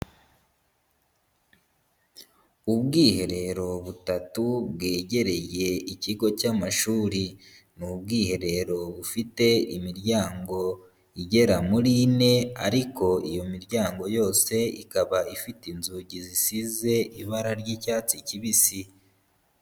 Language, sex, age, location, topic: Kinyarwanda, male, 25-35, Huye, education